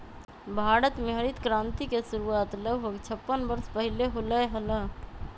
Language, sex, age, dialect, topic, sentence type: Magahi, female, 25-30, Western, agriculture, statement